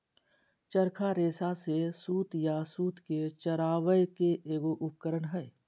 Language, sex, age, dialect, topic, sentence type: Magahi, male, 36-40, Southern, agriculture, statement